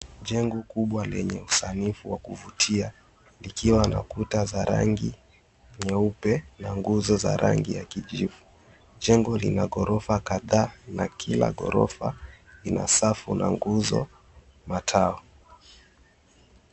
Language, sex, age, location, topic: Swahili, male, 18-24, Mombasa, government